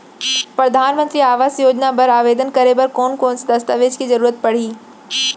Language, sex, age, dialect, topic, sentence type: Chhattisgarhi, female, 25-30, Central, banking, question